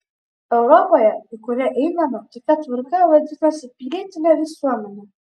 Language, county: Lithuanian, Vilnius